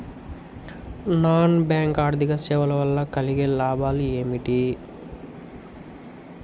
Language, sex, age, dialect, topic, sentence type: Telugu, male, 18-24, Telangana, banking, question